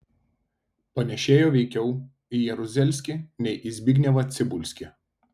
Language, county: Lithuanian, Telšiai